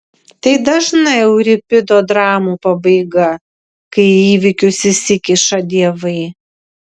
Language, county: Lithuanian, Vilnius